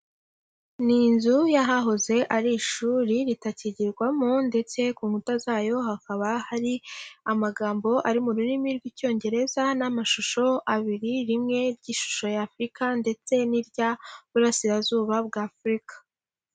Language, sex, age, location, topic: Kinyarwanda, female, 18-24, Huye, education